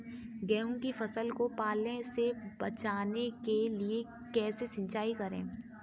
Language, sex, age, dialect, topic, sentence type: Hindi, female, 18-24, Kanauji Braj Bhasha, agriculture, question